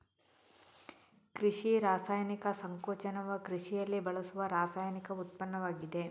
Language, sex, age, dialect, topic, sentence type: Kannada, female, 18-24, Coastal/Dakshin, agriculture, statement